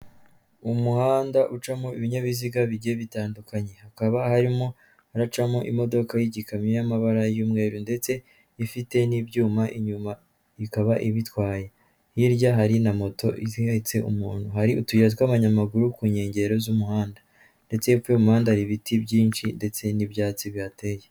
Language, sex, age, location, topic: Kinyarwanda, female, 18-24, Kigali, government